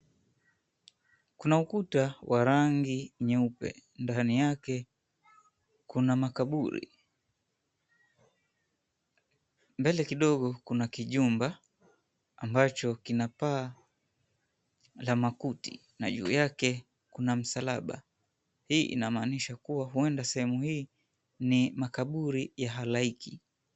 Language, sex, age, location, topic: Swahili, male, 25-35, Mombasa, government